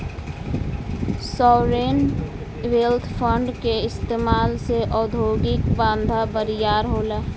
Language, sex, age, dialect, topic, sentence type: Bhojpuri, female, 18-24, Southern / Standard, banking, statement